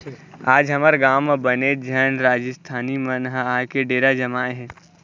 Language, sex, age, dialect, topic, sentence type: Chhattisgarhi, male, 18-24, Eastern, agriculture, statement